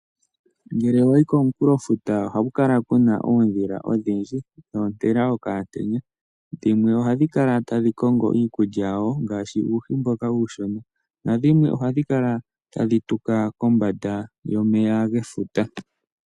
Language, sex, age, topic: Oshiwambo, male, 18-24, agriculture